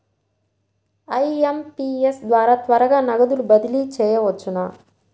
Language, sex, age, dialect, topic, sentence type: Telugu, female, 60-100, Central/Coastal, banking, question